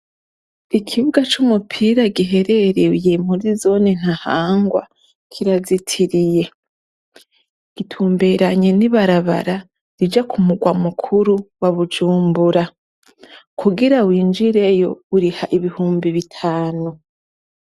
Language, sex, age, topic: Rundi, female, 25-35, education